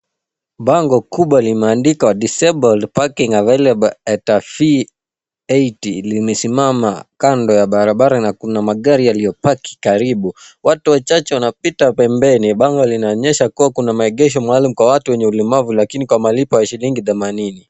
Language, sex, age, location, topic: Swahili, male, 18-24, Nairobi, government